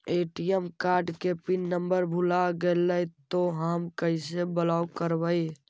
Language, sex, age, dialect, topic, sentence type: Magahi, male, 51-55, Central/Standard, banking, question